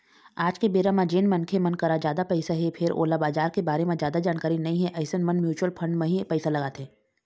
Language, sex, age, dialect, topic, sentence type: Chhattisgarhi, female, 31-35, Eastern, banking, statement